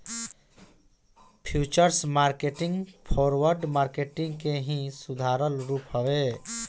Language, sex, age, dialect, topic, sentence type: Bhojpuri, male, 60-100, Northern, banking, statement